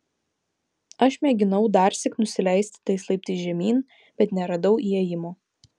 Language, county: Lithuanian, Vilnius